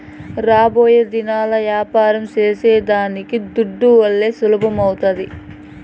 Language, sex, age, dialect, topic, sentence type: Telugu, female, 18-24, Southern, banking, statement